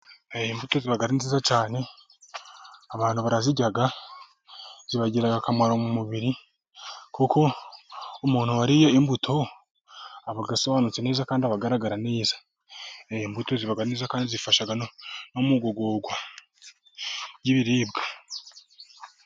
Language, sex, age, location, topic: Kinyarwanda, male, 25-35, Musanze, agriculture